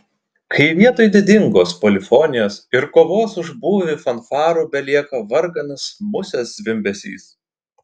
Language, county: Lithuanian, Klaipėda